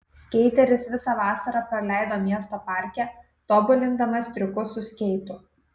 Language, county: Lithuanian, Kaunas